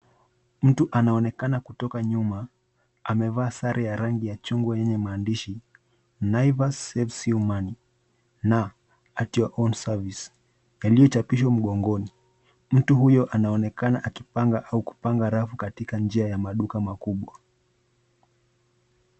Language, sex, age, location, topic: Swahili, male, 25-35, Nairobi, finance